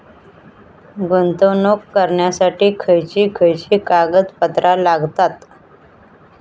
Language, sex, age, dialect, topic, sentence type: Marathi, female, 18-24, Southern Konkan, banking, question